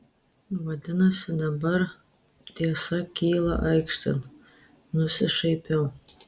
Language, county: Lithuanian, Telšiai